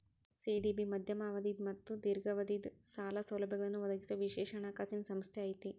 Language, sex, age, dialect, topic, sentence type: Kannada, female, 25-30, Dharwad Kannada, banking, statement